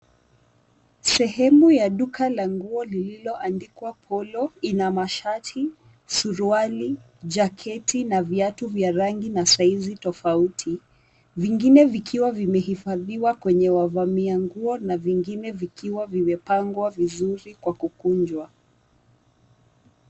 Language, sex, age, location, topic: Swahili, female, 18-24, Nairobi, finance